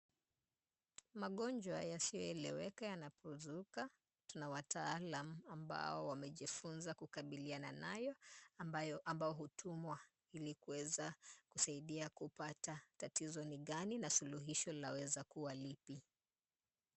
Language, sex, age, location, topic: Swahili, female, 25-35, Kisumu, health